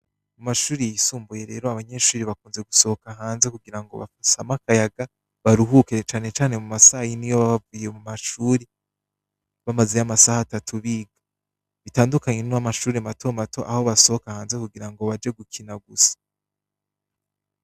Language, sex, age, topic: Rundi, male, 18-24, education